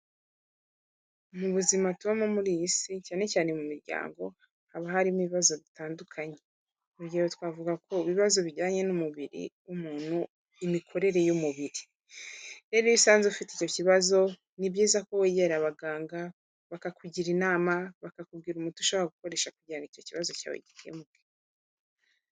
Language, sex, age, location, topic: Kinyarwanda, female, 18-24, Kigali, health